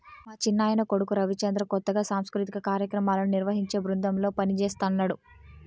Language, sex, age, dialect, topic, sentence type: Telugu, female, 18-24, Southern, banking, statement